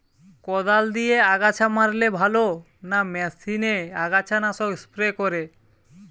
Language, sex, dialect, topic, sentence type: Bengali, male, Western, agriculture, question